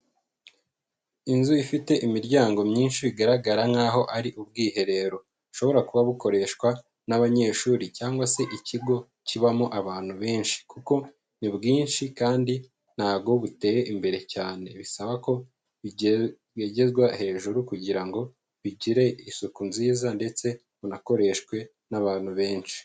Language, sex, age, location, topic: Kinyarwanda, male, 18-24, Huye, education